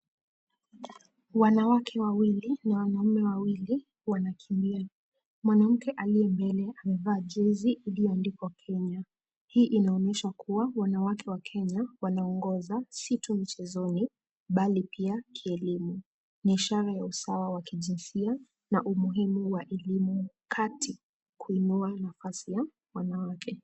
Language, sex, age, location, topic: Swahili, female, 18-24, Kisumu, education